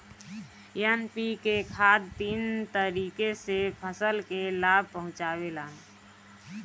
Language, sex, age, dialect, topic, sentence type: Bhojpuri, female, 25-30, Northern, agriculture, statement